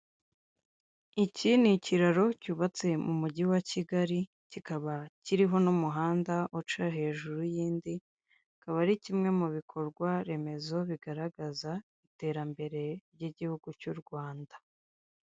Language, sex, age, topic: Kinyarwanda, female, 25-35, government